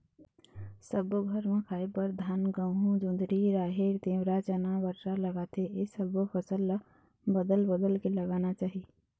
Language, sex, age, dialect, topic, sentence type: Chhattisgarhi, female, 31-35, Eastern, agriculture, statement